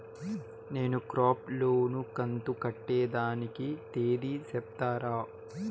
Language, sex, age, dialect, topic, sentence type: Telugu, male, 18-24, Southern, banking, question